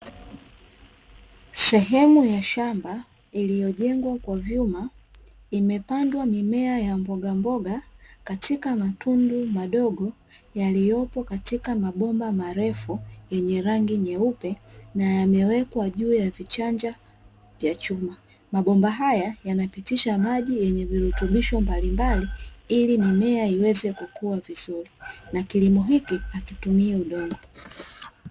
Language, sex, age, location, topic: Swahili, female, 25-35, Dar es Salaam, agriculture